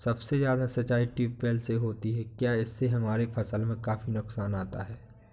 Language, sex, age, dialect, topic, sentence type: Hindi, male, 25-30, Awadhi Bundeli, agriculture, question